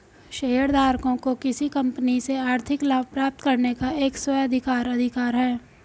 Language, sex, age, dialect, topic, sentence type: Hindi, female, 25-30, Hindustani Malvi Khadi Boli, banking, statement